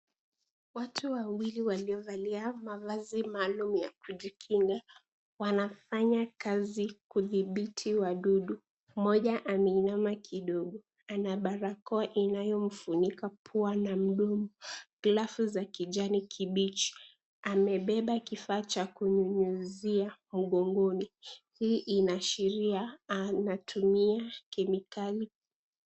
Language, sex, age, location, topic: Swahili, female, 18-24, Kisii, health